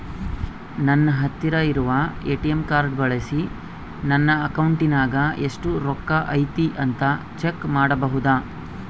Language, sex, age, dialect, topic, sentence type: Kannada, male, 25-30, Central, banking, question